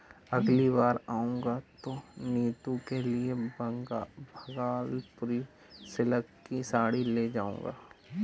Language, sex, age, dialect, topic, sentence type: Hindi, male, 18-24, Awadhi Bundeli, agriculture, statement